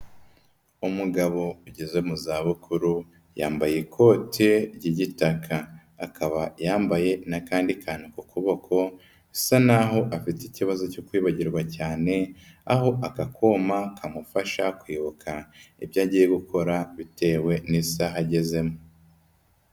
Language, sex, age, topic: Kinyarwanda, female, 18-24, health